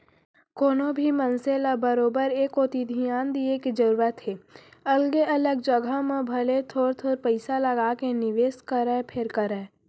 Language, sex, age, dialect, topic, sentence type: Chhattisgarhi, male, 25-30, Central, banking, statement